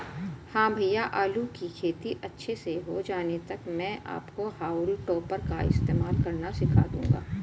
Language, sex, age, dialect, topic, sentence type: Hindi, female, 41-45, Hindustani Malvi Khadi Boli, agriculture, statement